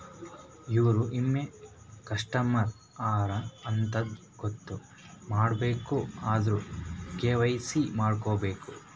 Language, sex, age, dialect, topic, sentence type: Kannada, female, 25-30, Northeastern, banking, statement